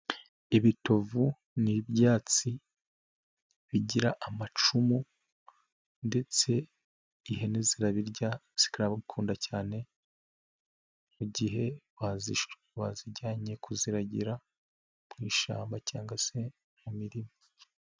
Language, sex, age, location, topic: Kinyarwanda, male, 25-35, Nyagatare, health